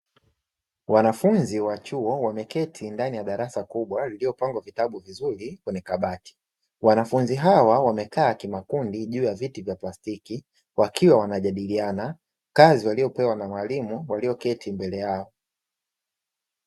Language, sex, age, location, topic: Swahili, male, 25-35, Dar es Salaam, education